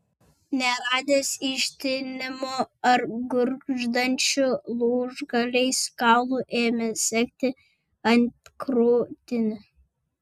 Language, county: Lithuanian, Vilnius